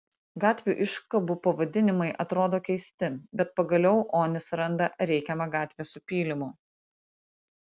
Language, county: Lithuanian, Panevėžys